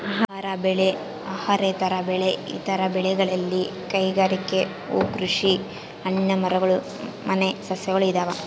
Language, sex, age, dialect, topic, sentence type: Kannada, female, 18-24, Central, agriculture, statement